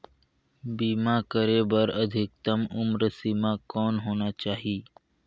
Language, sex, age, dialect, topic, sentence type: Chhattisgarhi, male, 60-100, Northern/Bhandar, banking, question